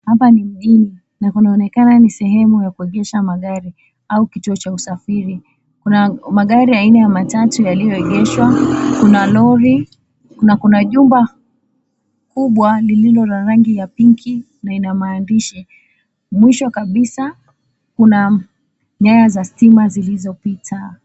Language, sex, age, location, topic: Swahili, female, 25-35, Mombasa, government